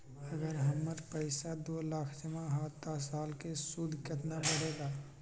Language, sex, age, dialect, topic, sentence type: Magahi, male, 25-30, Western, banking, question